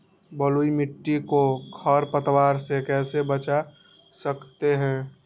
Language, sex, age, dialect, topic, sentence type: Magahi, male, 18-24, Western, agriculture, question